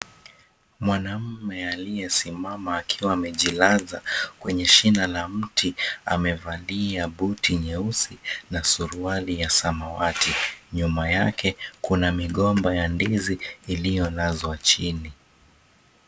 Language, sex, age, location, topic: Swahili, male, 25-35, Mombasa, agriculture